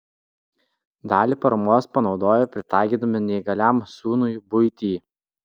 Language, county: Lithuanian, Klaipėda